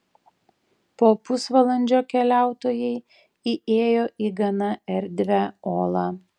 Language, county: Lithuanian, Tauragė